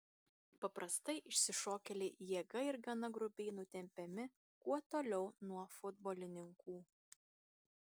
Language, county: Lithuanian, Kaunas